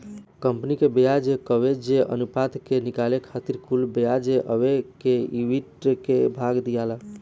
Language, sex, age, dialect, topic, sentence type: Bhojpuri, male, 18-24, Southern / Standard, banking, statement